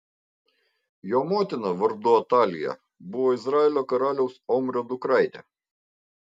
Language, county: Lithuanian, Vilnius